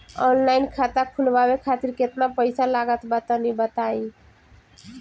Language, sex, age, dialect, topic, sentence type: Bhojpuri, female, 18-24, Northern, banking, question